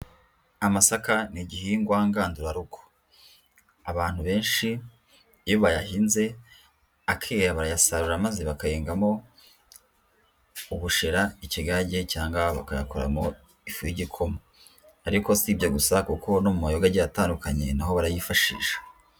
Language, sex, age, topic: Kinyarwanda, female, 25-35, agriculture